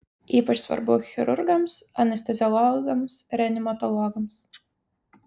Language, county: Lithuanian, Vilnius